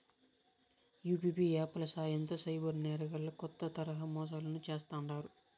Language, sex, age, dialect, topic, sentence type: Telugu, male, 41-45, Southern, banking, statement